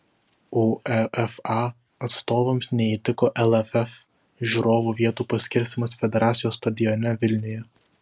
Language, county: Lithuanian, Vilnius